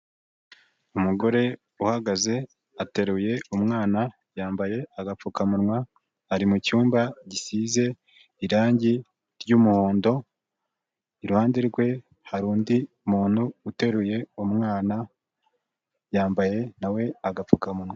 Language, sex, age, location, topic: Kinyarwanda, male, 25-35, Kigali, health